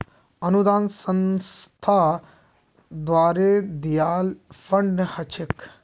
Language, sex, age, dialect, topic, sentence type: Magahi, male, 25-30, Northeastern/Surjapuri, banking, statement